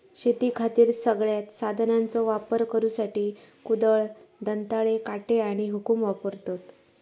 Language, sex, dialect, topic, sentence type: Marathi, female, Southern Konkan, agriculture, statement